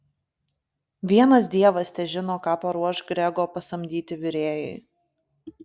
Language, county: Lithuanian, Klaipėda